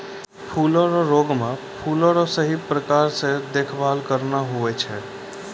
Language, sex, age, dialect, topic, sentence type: Maithili, male, 25-30, Angika, agriculture, statement